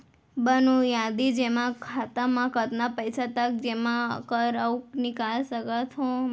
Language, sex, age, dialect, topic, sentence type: Chhattisgarhi, female, 18-24, Central, banking, question